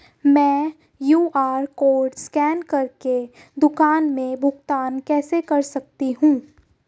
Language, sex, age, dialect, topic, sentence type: Hindi, female, 18-24, Hindustani Malvi Khadi Boli, banking, question